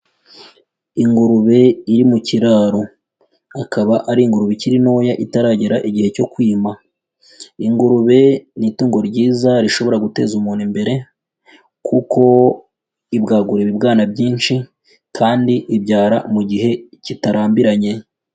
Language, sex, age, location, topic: Kinyarwanda, male, 18-24, Huye, agriculture